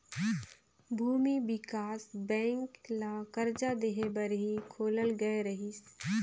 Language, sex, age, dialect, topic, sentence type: Chhattisgarhi, female, 25-30, Northern/Bhandar, banking, statement